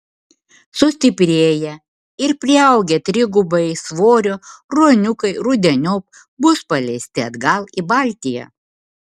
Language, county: Lithuanian, Vilnius